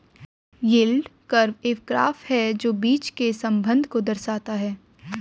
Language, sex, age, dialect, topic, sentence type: Hindi, female, 18-24, Hindustani Malvi Khadi Boli, banking, statement